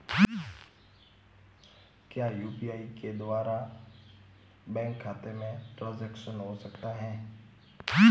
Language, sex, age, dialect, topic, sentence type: Hindi, male, 25-30, Marwari Dhudhari, banking, question